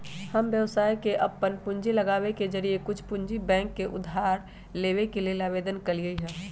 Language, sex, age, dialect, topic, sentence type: Magahi, male, 18-24, Western, banking, statement